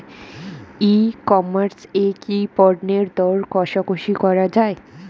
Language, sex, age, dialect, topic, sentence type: Bengali, female, 18-24, Rajbangshi, agriculture, question